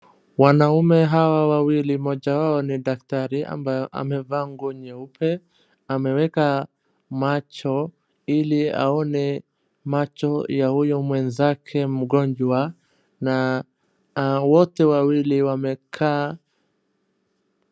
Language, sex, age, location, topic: Swahili, male, 25-35, Wajir, health